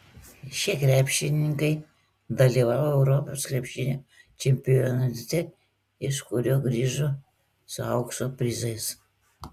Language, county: Lithuanian, Klaipėda